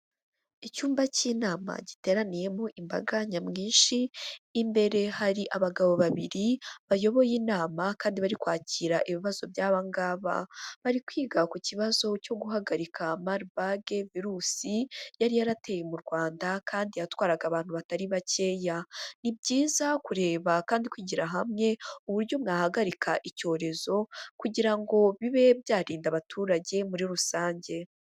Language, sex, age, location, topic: Kinyarwanda, female, 25-35, Huye, health